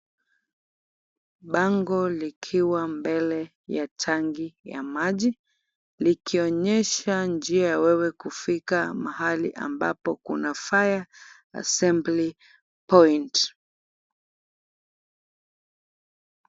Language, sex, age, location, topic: Swahili, female, 25-35, Kisumu, education